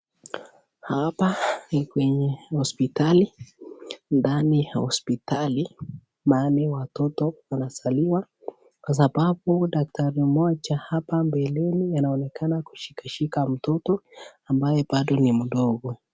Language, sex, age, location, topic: Swahili, male, 18-24, Nakuru, health